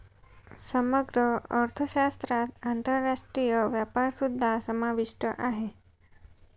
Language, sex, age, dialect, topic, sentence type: Marathi, female, 18-24, Northern Konkan, banking, statement